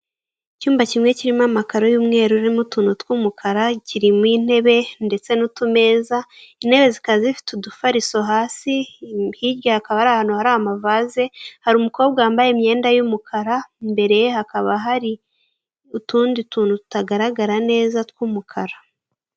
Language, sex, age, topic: Kinyarwanda, female, 18-24, finance